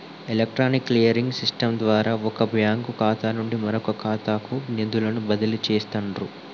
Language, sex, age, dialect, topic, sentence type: Telugu, male, 18-24, Telangana, banking, statement